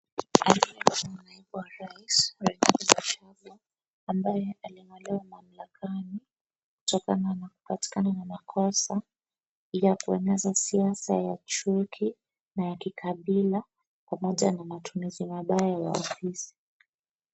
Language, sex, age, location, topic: Swahili, female, 25-35, Wajir, government